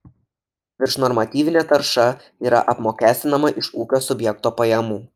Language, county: Lithuanian, Šiauliai